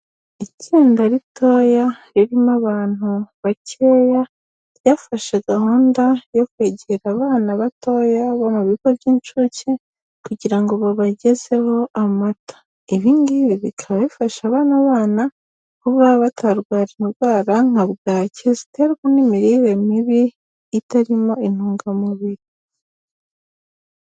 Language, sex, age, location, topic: Kinyarwanda, female, 18-24, Kigali, health